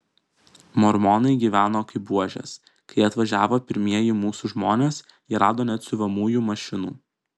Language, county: Lithuanian, Kaunas